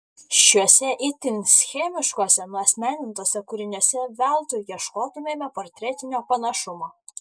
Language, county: Lithuanian, Kaunas